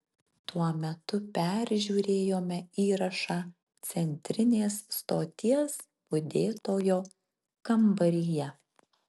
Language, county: Lithuanian, Marijampolė